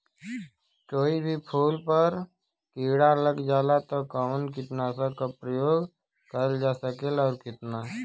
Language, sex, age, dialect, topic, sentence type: Bhojpuri, male, 18-24, Western, agriculture, question